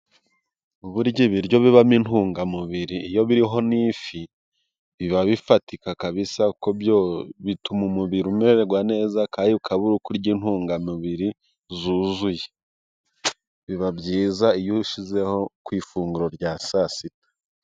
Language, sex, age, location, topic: Kinyarwanda, male, 25-35, Musanze, agriculture